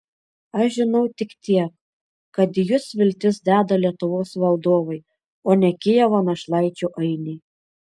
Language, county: Lithuanian, Šiauliai